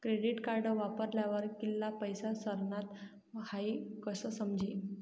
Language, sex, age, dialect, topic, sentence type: Marathi, female, 18-24, Northern Konkan, banking, statement